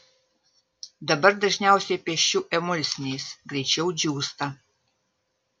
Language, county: Lithuanian, Vilnius